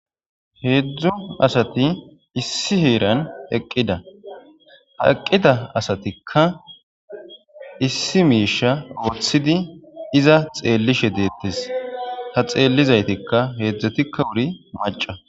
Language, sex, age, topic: Gamo, male, 18-24, government